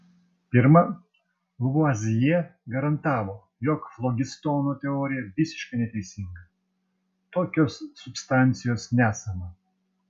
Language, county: Lithuanian, Vilnius